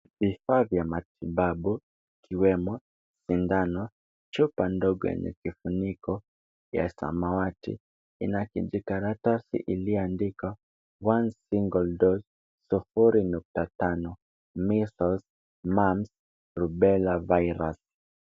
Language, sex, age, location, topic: Swahili, male, 18-24, Kisumu, health